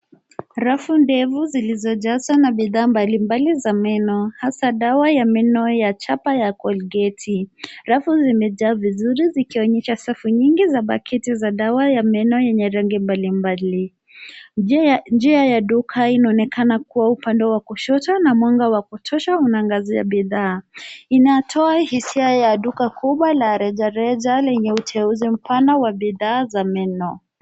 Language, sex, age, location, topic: Swahili, female, 18-24, Nairobi, finance